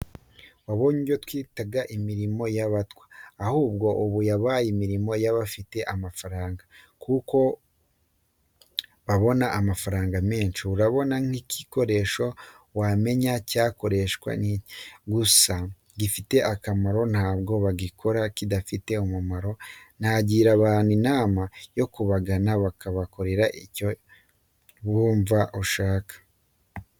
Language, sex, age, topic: Kinyarwanda, male, 25-35, education